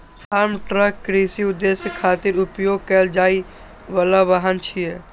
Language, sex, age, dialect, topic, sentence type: Maithili, male, 18-24, Eastern / Thethi, agriculture, statement